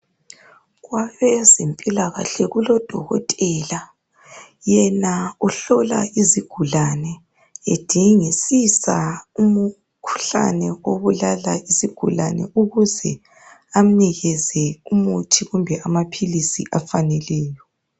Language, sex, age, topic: North Ndebele, male, 18-24, health